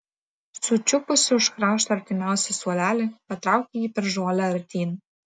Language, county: Lithuanian, Vilnius